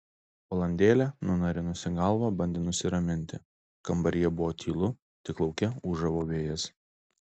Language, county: Lithuanian, Alytus